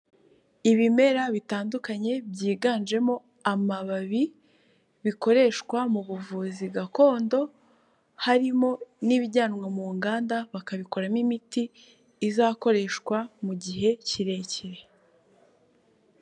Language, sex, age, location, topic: Kinyarwanda, female, 18-24, Kigali, health